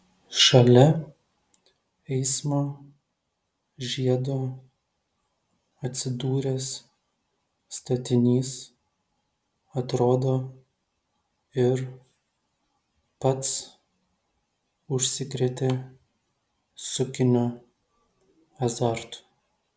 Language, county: Lithuanian, Telšiai